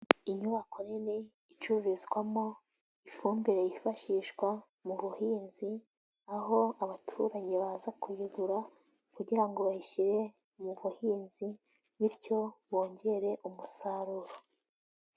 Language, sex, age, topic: Kinyarwanda, female, 18-24, agriculture